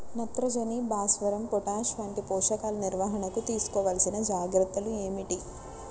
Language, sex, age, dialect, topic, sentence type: Telugu, female, 60-100, Central/Coastal, agriculture, question